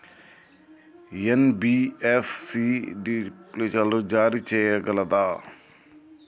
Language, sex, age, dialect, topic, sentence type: Telugu, male, 31-35, Telangana, banking, question